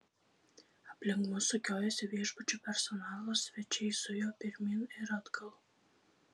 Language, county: Lithuanian, Šiauliai